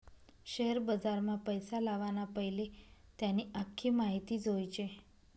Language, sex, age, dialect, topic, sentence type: Marathi, female, 25-30, Northern Konkan, banking, statement